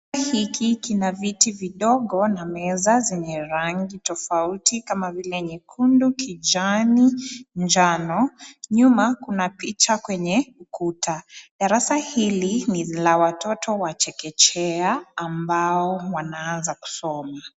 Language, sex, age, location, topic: Swahili, female, 25-35, Nairobi, education